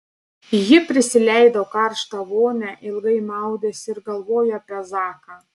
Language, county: Lithuanian, Panevėžys